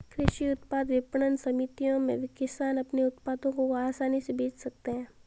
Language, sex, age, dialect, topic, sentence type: Hindi, female, 18-24, Marwari Dhudhari, agriculture, statement